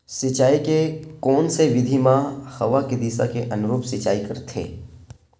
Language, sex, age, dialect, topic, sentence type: Chhattisgarhi, male, 18-24, Western/Budati/Khatahi, agriculture, question